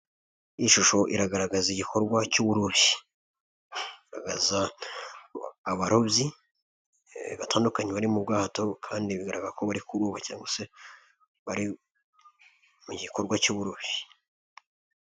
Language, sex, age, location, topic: Kinyarwanda, male, 25-35, Nyagatare, agriculture